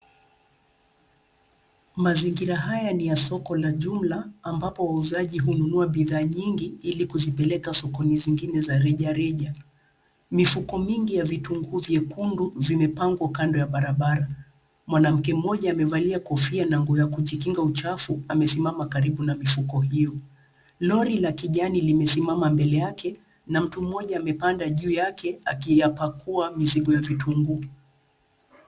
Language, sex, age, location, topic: Swahili, female, 36-49, Nairobi, finance